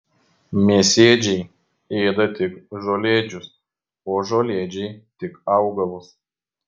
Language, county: Lithuanian, Kaunas